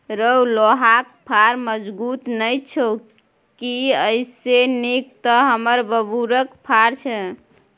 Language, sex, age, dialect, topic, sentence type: Maithili, female, 18-24, Bajjika, agriculture, statement